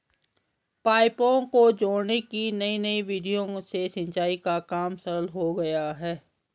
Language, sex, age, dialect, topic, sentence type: Hindi, female, 56-60, Garhwali, agriculture, statement